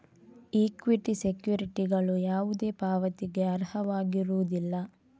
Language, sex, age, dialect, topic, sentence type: Kannada, female, 18-24, Coastal/Dakshin, banking, statement